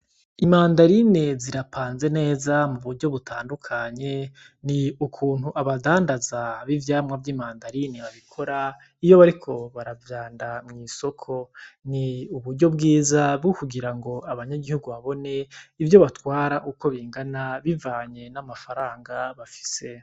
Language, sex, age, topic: Rundi, male, 25-35, agriculture